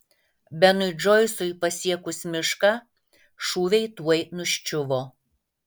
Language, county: Lithuanian, Vilnius